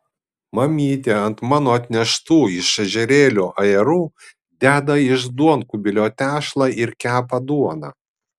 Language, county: Lithuanian, Kaunas